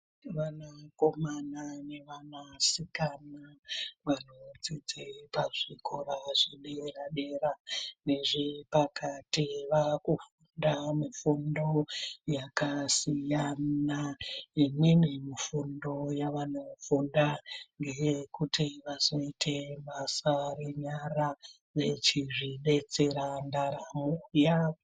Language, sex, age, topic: Ndau, male, 18-24, education